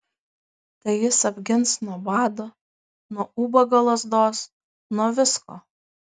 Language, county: Lithuanian, Kaunas